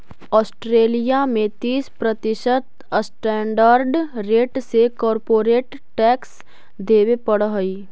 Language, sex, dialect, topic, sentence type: Magahi, female, Central/Standard, banking, statement